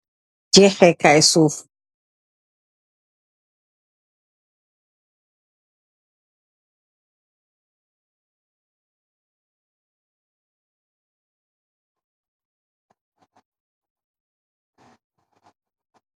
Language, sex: Wolof, female